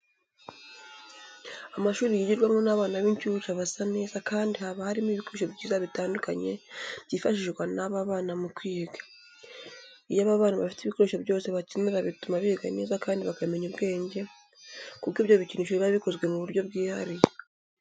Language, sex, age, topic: Kinyarwanda, female, 18-24, education